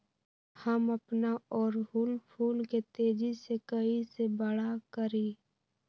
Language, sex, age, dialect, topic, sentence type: Magahi, female, 18-24, Western, agriculture, question